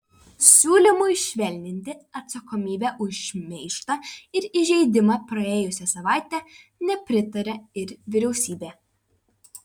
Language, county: Lithuanian, Vilnius